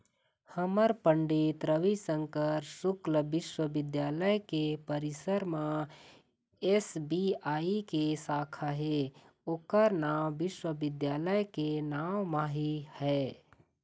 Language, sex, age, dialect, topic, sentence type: Chhattisgarhi, male, 18-24, Eastern, banking, statement